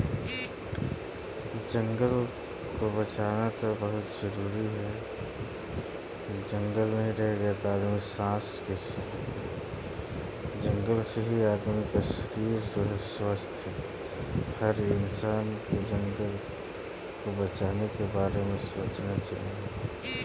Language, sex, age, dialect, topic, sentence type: Magahi, male, 25-30, Western, agriculture, statement